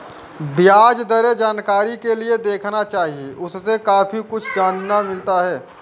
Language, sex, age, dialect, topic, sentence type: Hindi, male, 60-100, Marwari Dhudhari, banking, statement